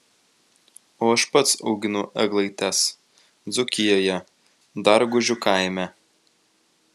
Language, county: Lithuanian, Vilnius